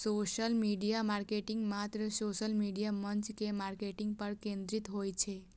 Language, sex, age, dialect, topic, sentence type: Maithili, female, 18-24, Eastern / Thethi, banking, statement